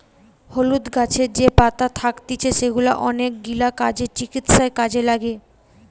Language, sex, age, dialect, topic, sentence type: Bengali, female, 18-24, Western, agriculture, statement